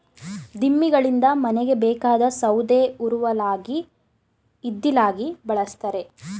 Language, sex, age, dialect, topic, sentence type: Kannada, female, 18-24, Mysore Kannada, agriculture, statement